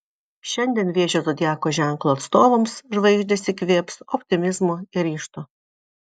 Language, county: Lithuanian, Vilnius